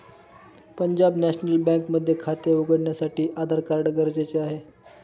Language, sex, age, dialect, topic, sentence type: Marathi, male, 18-24, Northern Konkan, banking, statement